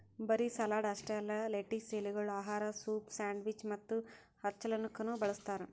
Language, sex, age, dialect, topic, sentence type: Kannada, female, 18-24, Northeastern, agriculture, statement